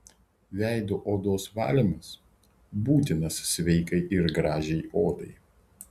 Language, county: Lithuanian, Vilnius